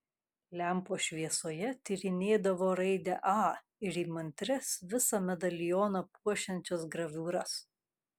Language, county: Lithuanian, Kaunas